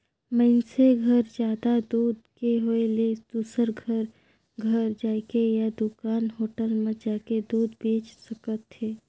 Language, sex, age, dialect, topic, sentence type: Chhattisgarhi, female, 36-40, Northern/Bhandar, agriculture, statement